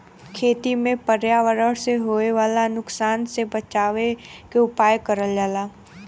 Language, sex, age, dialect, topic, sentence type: Bhojpuri, female, 18-24, Western, agriculture, statement